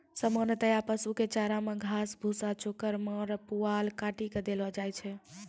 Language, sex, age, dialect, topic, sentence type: Maithili, female, 25-30, Angika, agriculture, statement